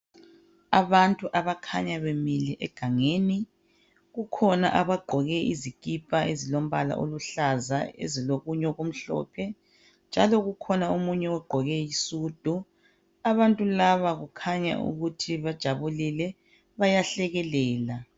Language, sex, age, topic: North Ndebele, female, 36-49, health